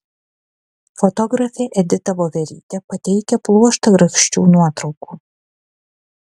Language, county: Lithuanian, Kaunas